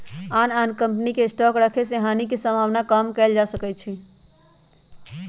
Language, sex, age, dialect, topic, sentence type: Magahi, female, 25-30, Western, banking, statement